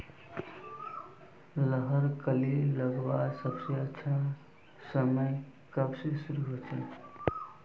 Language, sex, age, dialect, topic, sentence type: Magahi, male, 25-30, Northeastern/Surjapuri, agriculture, question